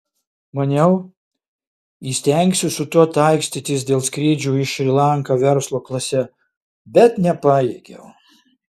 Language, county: Lithuanian, Šiauliai